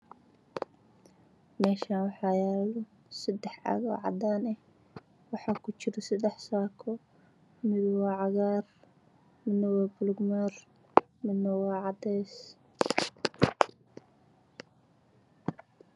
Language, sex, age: Somali, female, 25-35